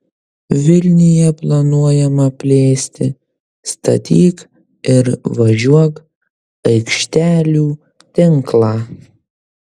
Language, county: Lithuanian, Kaunas